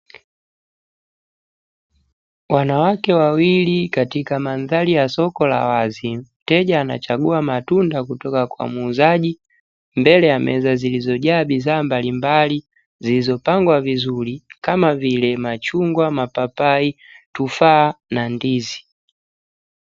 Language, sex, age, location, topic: Swahili, male, 18-24, Dar es Salaam, finance